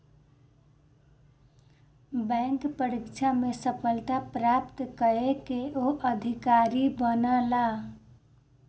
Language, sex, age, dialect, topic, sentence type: Maithili, female, 25-30, Southern/Standard, banking, statement